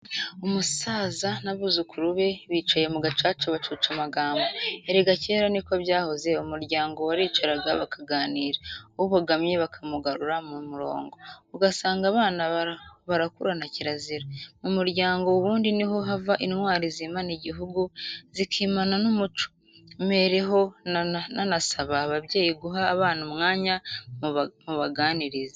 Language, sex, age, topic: Kinyarwanda, female, 18-24, education